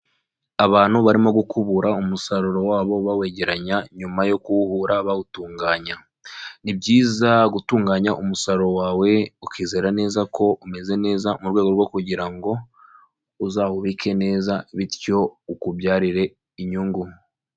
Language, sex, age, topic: Kinyarwanda, male, 25-35, agriculture